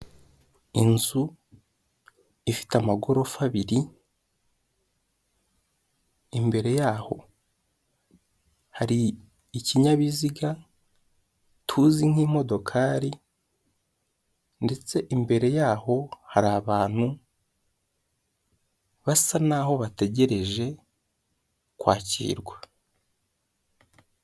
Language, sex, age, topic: Kinyarwanda, male, 18-24, health